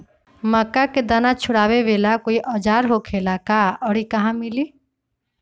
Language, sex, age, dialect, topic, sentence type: Magahi, female, 25-30, Western, agriculture, question